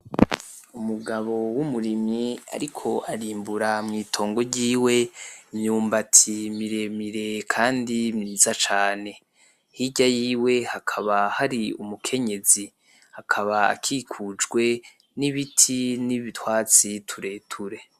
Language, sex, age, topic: Rundi, male, 18-24, agriculture